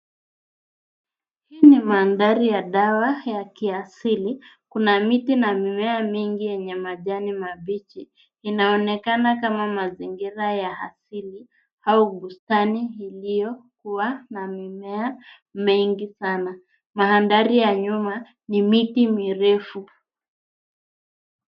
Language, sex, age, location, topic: Swahili, female, 50+, Nairobi, health